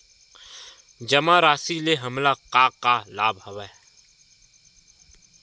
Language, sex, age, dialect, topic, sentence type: Chhattisgarhi, male, 18-24, Western/Budati/Khatahi, banking, question